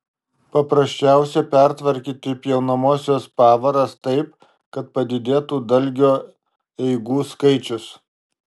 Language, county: Lithuanian, Marijampolė